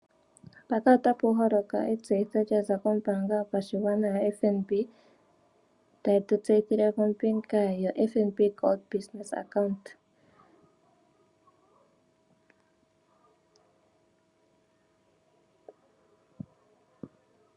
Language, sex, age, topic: Oshiwambo, female, 25-35, finance